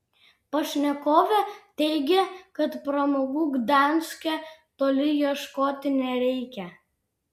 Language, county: Lithuanian, Vilnius